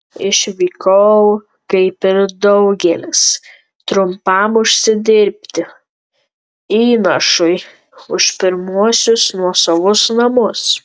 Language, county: Lithuanian, Tauragė